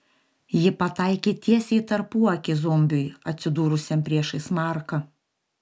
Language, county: Lithuanian, Panevėžys